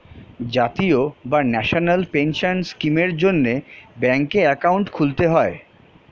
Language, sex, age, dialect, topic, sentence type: Bengali, male, 31-35, Standard Colloquial, banking, statement